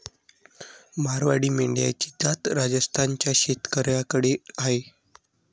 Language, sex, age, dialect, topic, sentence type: Marathi, male, 18-24, Varhadi, agriculture, statement